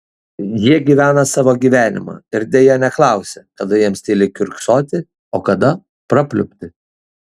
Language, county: Lithuanian, Šiauliai